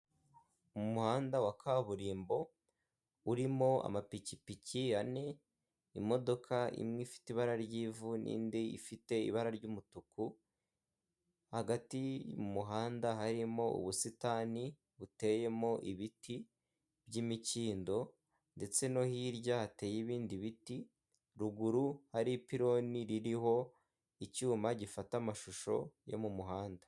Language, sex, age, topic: Kinyarwanda, male, 18-24, government